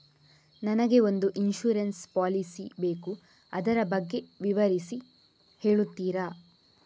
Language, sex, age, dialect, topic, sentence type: Kannada, female, 41-45, Coastal/Dakshin, banking, question